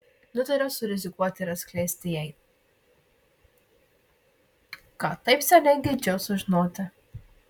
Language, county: Lithuanian, Marijampolė